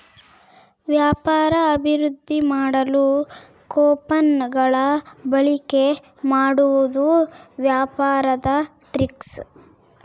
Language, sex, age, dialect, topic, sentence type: Kannada, female, 18-24, Central, banking, statement